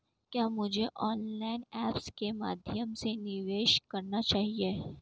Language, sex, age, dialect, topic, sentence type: Hindi, female, 18-24, Marwari Dhudhari, banking, question